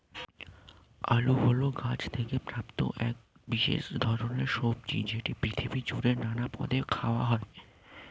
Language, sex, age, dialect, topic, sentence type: Bengali, male, <18, Standard Colloquial, agriculture, statement